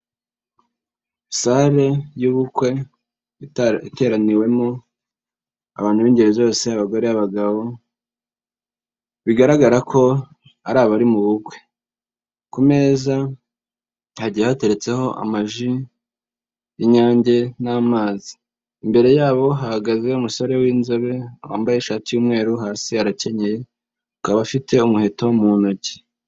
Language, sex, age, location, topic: Kinyarwanda, female, 18-24, Nyagatare, government